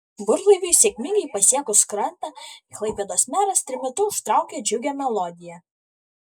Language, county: Lithuanian, Kaunas